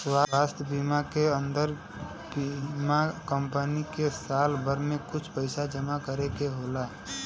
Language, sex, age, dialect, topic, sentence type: Bhojpuri, female, 18-24, Western, banking, statement